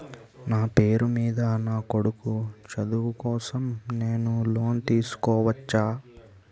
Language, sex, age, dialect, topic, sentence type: Telugu, male, 18-24, Utterandhra, banking, question